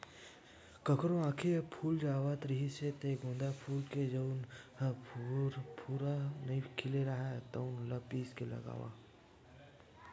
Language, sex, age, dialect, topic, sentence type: Chhattisgarhi, male, 18-24, Western/Budati/Khatahi, agriculture, statement